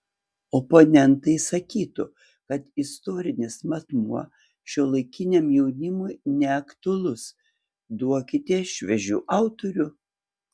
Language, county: Lithuanian, Panevėžys